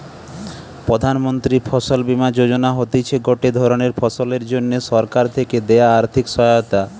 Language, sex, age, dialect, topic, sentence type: Bengali, male, 31-35, Western, agriculture, statement